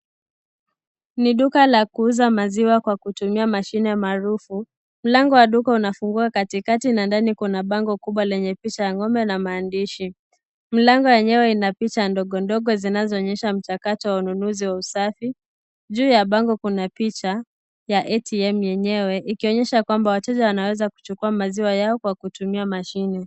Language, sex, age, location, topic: Swahili, female, 18-24, Kisii, finance